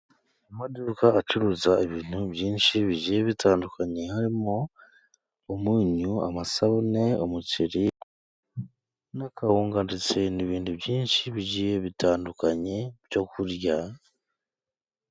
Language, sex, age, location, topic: Kinyarwanda, male, 18-24, Musanze, finance